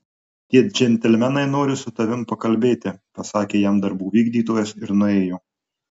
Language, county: Lithuanian, Marijampolė